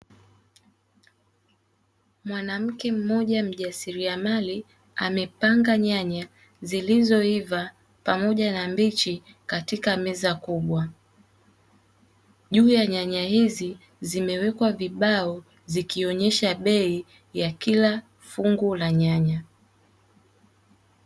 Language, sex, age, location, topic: Swahili, female, 18-24, Dar es Salaam, finance